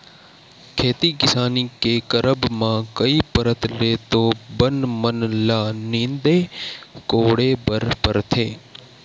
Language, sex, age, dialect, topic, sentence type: Chhattisgarhi, male, 18-24, Western/Budati/Khatahi, agriculture, statement